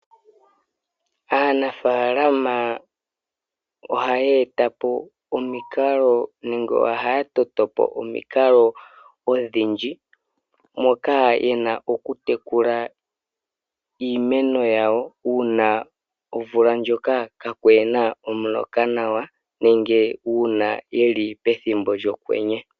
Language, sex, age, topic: Oshiwambo, male, 25-35, agriculture